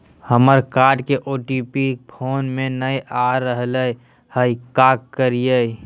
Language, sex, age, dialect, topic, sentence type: Magahi, male, 18-24, Southern, banking, question